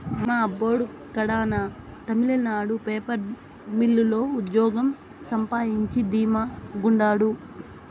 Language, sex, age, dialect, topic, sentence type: Telugu, female, 60-100, Southern, agriculture, statement